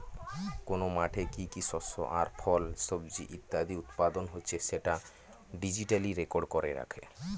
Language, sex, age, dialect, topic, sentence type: Bengali, male, 18-24, Northern/Varendri, agriculture, statement